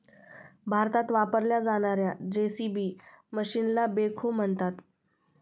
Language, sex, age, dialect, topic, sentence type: Marathi, female, 25-30, Standard Marathi, agriculture, statement